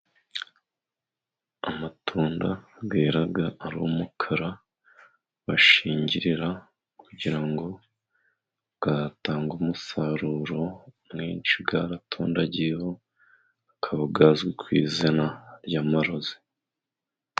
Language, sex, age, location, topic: Kinyarwanda, male, 25-35, Musanze, agriculture